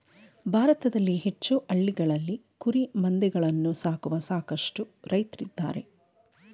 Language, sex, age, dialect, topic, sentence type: Kannada, female, 31-35, Mysore Kannada, agriculture, statement